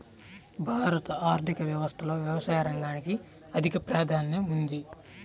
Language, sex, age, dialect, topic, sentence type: Telugu, male, 18-24, Central/Coastal, agriculture, statement